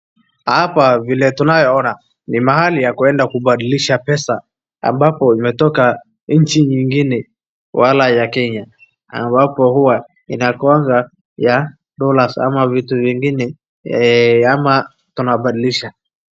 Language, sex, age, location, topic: Swahili, male, 36-49, Wajir, finance